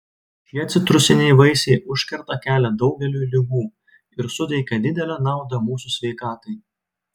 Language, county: Lithuanian, Klaipėda